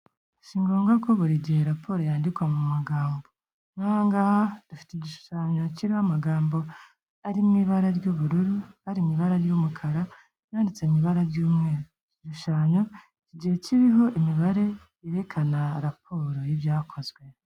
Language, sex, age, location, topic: Kinyarwanda, female, 25-35, Kigali, health